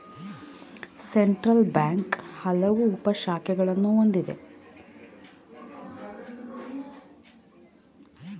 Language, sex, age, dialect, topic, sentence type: Kannada, female, 18-24, Mysore Kannada, banking, statement